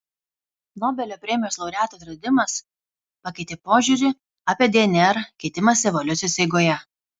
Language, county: Lithuanian, Kaunas